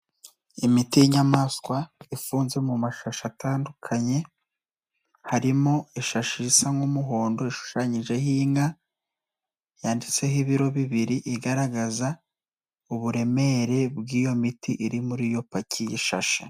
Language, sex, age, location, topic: Kinyarwanda, male, 18-24, Nyagatare, agriculture